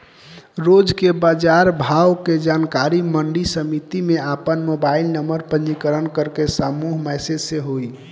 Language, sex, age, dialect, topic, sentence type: Bhojpuri, male, 18-24, Northern, agriculture, question